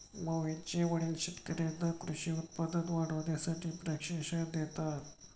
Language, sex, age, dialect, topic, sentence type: Marathi, male, 25-30, Standard Marathi, agriculture, statement